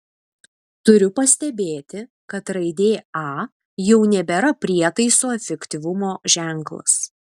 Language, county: Lithuanian, Vilnius